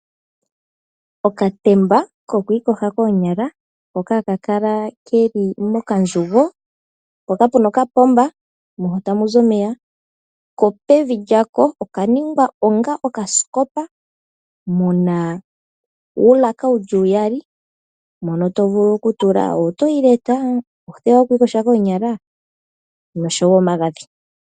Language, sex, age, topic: Oshiwambo, female, 25-35, finance